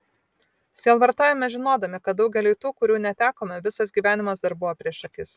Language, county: Lithuanian, Vilnius